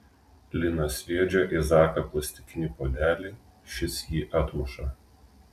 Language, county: Lithuanian, Telšiai